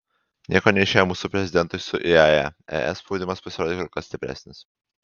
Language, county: Lithuanian, Alytus